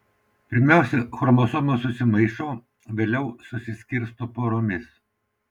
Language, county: Lithuanian, Vilnius